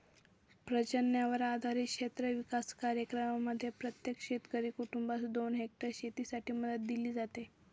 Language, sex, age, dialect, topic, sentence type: Marathi, female, 18-24, Northern Konkan, agriculture, statement